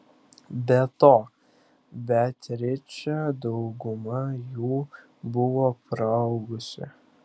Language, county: Lithuanian, Klaipėda